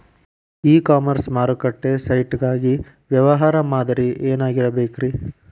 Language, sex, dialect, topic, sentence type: Kannada, male, Dharwad Kannada, agriculture, question